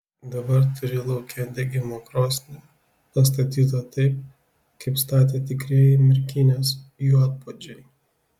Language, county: Lithuanian, Kaunas